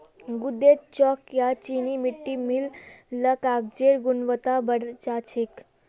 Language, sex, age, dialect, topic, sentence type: Magahi, female, 36-40, Northeastern/Surjapuri, agriculture, statement